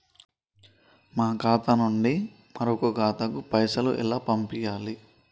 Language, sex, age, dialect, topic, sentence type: Telugu, male, 25-30, Telangana, banking, question